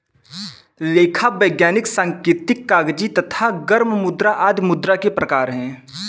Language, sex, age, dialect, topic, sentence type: Hindi, male, 18-24, Kanauji Braj Bhasha, banking, statement